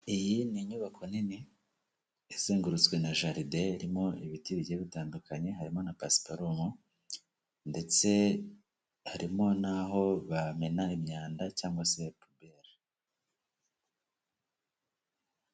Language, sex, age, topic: Kinyarwanda, male, 18-24, education